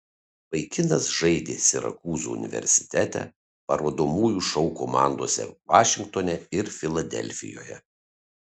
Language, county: Lithuanian, Kaunas